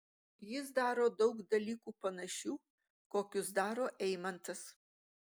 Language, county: Lithuanian, Utena